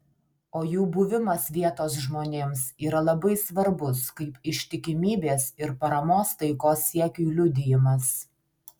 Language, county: Lithuanian, Alytus